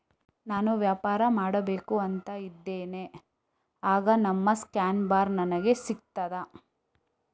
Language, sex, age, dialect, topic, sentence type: Kannada, female, 18-24, Coastal/Dakshin, banking, question